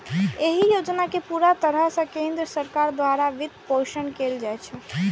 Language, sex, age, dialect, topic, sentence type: Maithili, male, 36-40, Eastern / Thethi, agriculture, statement